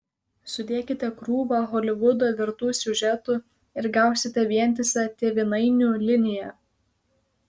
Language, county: Lithuanian, Kaunas